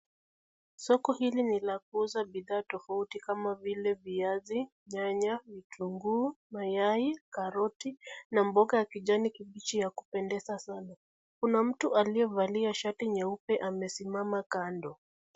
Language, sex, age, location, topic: Swahili, female, 25-35, Nairobi, government